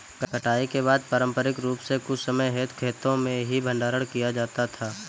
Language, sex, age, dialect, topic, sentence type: Hindi, male, 18-24, Kanauji Braj Bhasha, agriculture, statement